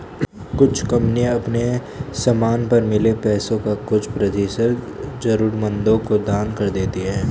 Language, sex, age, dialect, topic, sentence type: Hindi, male, 18-24, Hindustani Malvi Khadi Boli, banking, statement